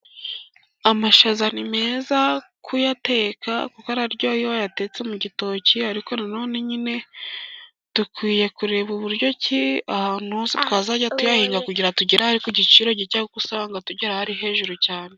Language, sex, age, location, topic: Kinyarwanda, male, 18-24, Burera, agriculture